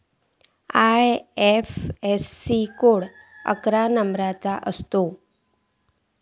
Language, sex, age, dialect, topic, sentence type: Marathi, female, 41-45, Southern Konkan, banking, statement